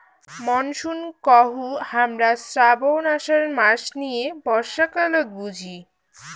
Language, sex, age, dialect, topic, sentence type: Bengali, female, 18-24, Rajbangshi, agriculture, statement